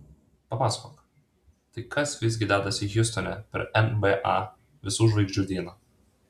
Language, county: Lithuanian, Alytus